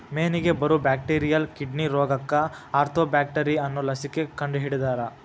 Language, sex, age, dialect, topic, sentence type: Kannada, male, 18-24, Dharwad Kannada, agriculture, statement